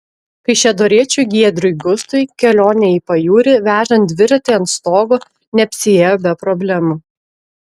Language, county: Lithuanian, Klaipėda